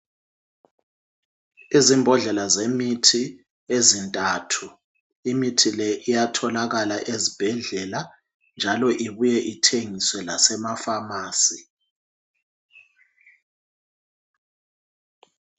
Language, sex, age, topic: North Ndebele, male, 36-49, health